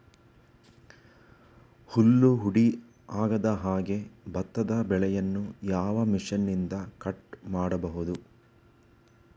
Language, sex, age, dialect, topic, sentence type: Kannada, male, 18-24, Coastal/Dakshin, agriculture, question